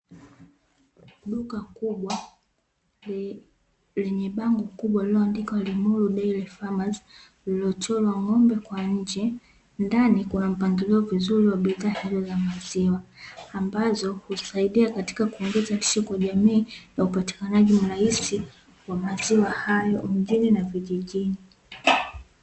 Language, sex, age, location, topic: Swahili, female, 18-24, Dar es Salaam, finance